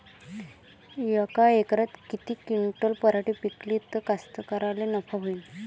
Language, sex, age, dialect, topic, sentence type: Marathi, female, 18-24, Varhadi, agriculture, question